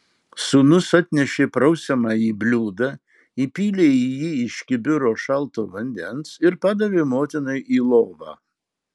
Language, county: Lithuanian, Marijampolė